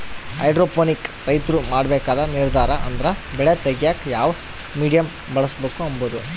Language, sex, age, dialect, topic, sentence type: Kannada, female, 18-24, Central, agriculture, statement